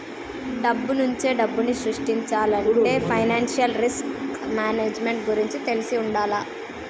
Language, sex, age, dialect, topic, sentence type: Telugu, female, 18-24, Telangana, banking, statement